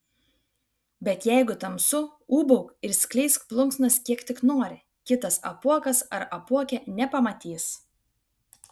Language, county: Lithuanian, Vilnius